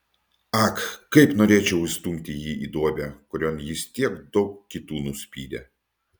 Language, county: Lithuanian, Utena